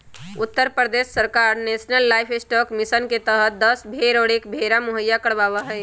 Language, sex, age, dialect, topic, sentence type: Magahi, male, 18-24, Western, agriculture, statement